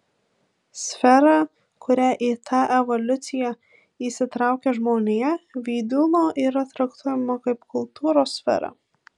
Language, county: Lithuanian, Marijampolė